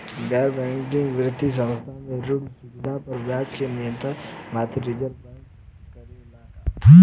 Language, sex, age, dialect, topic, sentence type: Bhojpuri, male, 18-24, Southern / Standard, banking, question